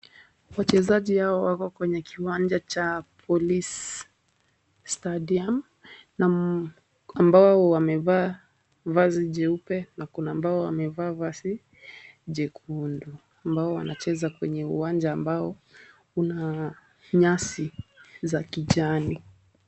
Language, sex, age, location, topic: Swahili, female, 18-24, Kisumu, government